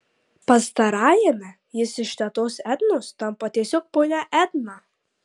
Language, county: Lithuanian, Marijampolė